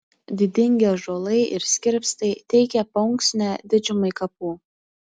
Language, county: Lithuanian, Utena